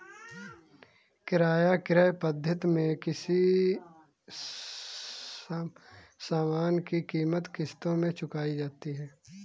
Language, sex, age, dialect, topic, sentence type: Hindi, male, 18-24, Kanauji Braj Bhasha, banking, statement